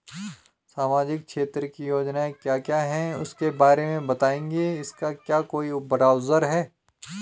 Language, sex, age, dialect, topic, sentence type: Hindi, male, 36-40, Garhwali, banking, question